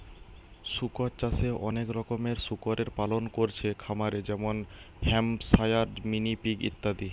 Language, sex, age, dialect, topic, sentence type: Bengali, male, 18-24, Western, agriculture, statement